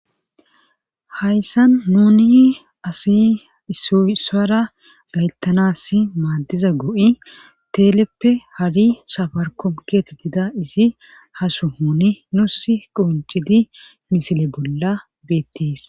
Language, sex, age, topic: Gamo, female, 25-35, government